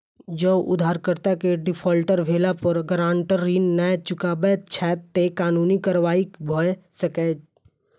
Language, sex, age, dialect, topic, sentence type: Maithili, male, 25-30, Eastern / Thethi, banking, statement